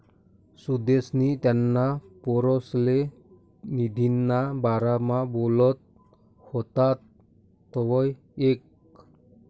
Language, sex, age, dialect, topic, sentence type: Marathi, male, 60-100, Northern Konkan, banking, statement